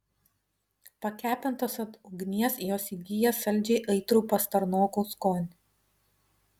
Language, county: Lithuanian, Vilnius